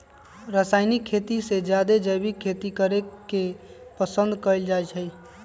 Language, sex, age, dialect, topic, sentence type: Magahi, male, 25-30, Western, agriculture, statement